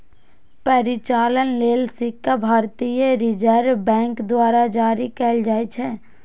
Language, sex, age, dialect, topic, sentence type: Maithili, female, 18-24, Eastern / Thethi, banking, statement